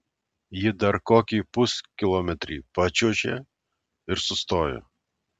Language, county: Lithuanian, Alytus